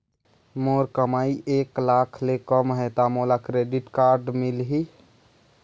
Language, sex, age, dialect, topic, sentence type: Chhattisgarhi, male, 18-24, Northern/Bhandar, banking, question